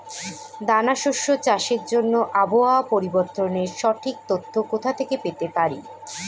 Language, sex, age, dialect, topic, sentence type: Bengali, female, 18-24, Standard Colloquial, agriculture, question